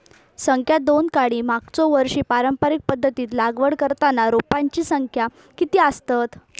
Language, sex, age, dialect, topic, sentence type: Marathi, female, 18-24, Southern Konkan, agriculture, question